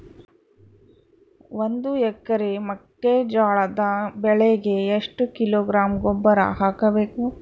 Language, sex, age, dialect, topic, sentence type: Kannada, male, 31-35, Central, agriculture, question